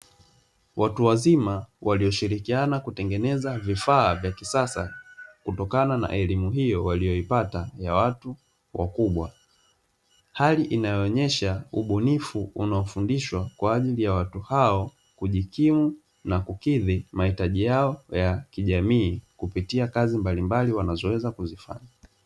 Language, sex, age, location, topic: Swahili, male, 25-35, Dar es Salaam, education